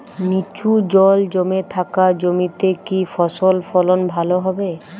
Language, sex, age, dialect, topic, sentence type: Bengali, female, 18-24, Jharkhandi, agriculture, question